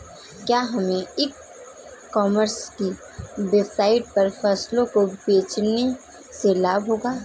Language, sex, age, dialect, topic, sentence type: Hindi, female, 18-24, Kanauji Braj Bhasha, agriculture, question